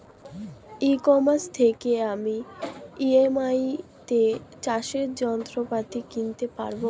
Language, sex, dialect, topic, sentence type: Bengali, female, Standard Colloquial, agriculture, question